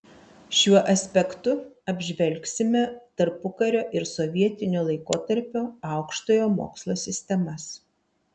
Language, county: Lithuanian, Vilnius